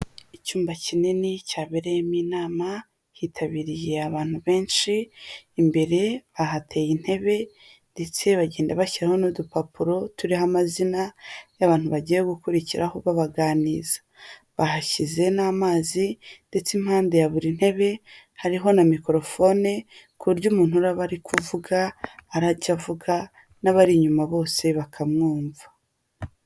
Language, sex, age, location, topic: Kinyarwanda, female, 18-24, Huye, health